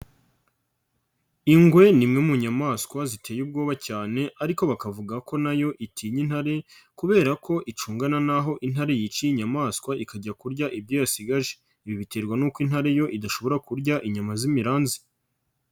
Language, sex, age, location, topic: Kinyarwanda, male, 25-35, Nyagatare, agriculture